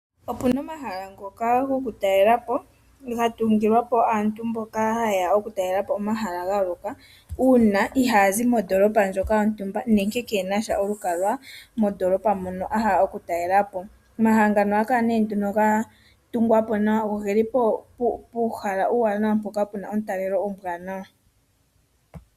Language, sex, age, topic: Oshiwambo, female, 25-35, agriculture